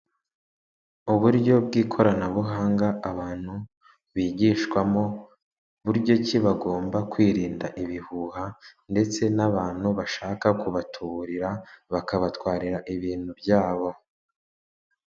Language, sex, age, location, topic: Kinyarwanda, male, 36-49, Kigali, government